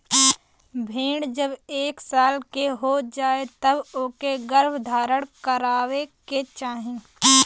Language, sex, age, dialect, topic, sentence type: Bhojpuri, female, 18-24, Western, agriculture, statement